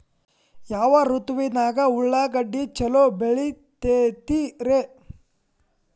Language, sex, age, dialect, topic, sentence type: Kannada, male, 18-24, Dharwad Kannada, agriculture, question